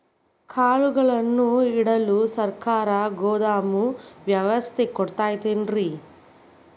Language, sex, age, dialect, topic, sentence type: Kannada, female, 18-24, Dharwad Kannada, agriculture, question